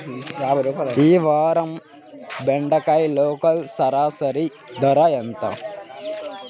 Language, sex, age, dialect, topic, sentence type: Telugu, male, 25-30, Central/Coastal, agriculture, question